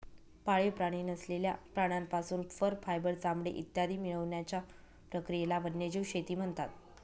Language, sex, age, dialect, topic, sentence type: Marathi, female, 18-24, Northern Konkan, agriculture, statement